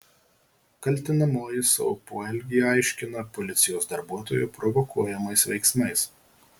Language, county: Lithuanian, Marijampolė